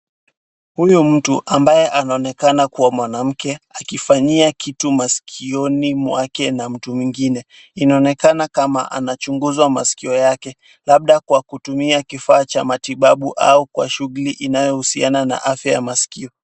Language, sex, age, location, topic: Swahili, male, 36-49, Kisumu, health